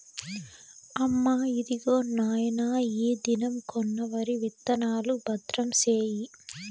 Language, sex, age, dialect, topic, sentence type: Telugu, female, 18-24, Southern, agriculture, statement